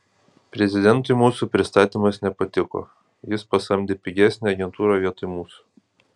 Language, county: Lithuanian, Kaunas